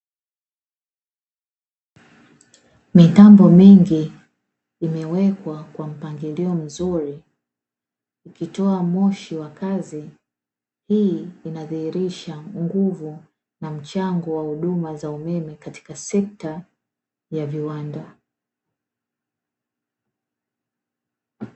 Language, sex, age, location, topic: Swahili, female, 18-24, Dar es Salaam, government